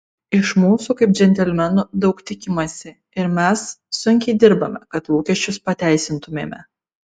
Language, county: Lithuanian, Vilnius